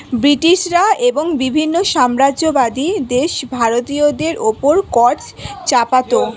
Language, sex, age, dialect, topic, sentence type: Bengali, female, 18-24, Standard Colloquial, banking, statement